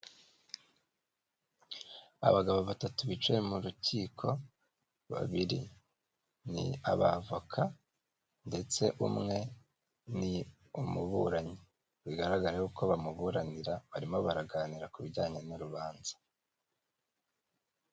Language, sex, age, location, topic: Kinyarwanda, male, 25-35, Kigali, government